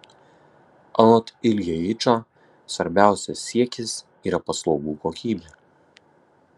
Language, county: Lithuanian, Kaunas